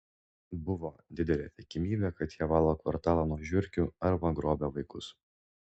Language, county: Lithuanian, Šiauliai